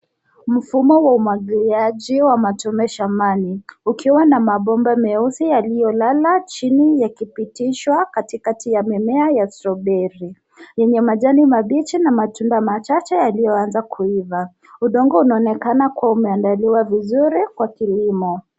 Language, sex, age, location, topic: Swahili, female, 18-24, Nairobi, agriculture